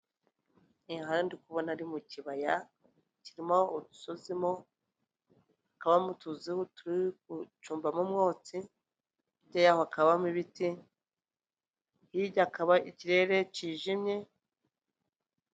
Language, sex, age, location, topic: Kinyarwanda, female, 25-35, Nyagatare, agriculture